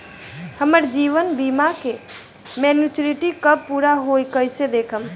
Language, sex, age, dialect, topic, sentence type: Bhojpuri, female, <18, Southern / Standard, banking, question